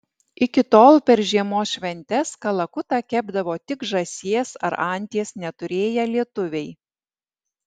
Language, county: Lithuanian, Alytus